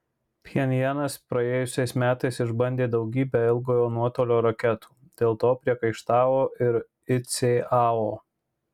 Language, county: Lithuanian, Marijampolė